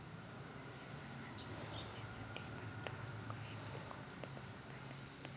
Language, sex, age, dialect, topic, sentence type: Marathi, female, 25-30, Varhadi, banking, question